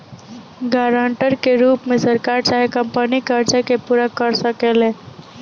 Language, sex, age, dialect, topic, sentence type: Bhojpuri, female, <18, Southern / Standard, banking, statement